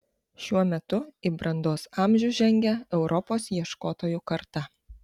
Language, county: Lithuanian, Panevėžys